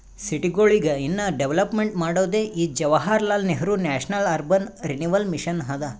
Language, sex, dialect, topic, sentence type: Kannada, male, Northeastern, banking, statement